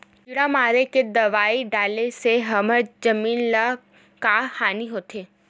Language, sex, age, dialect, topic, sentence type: Chhattisgarhi, female, 18-24, Western/Budati/Khatahi, agriculture, question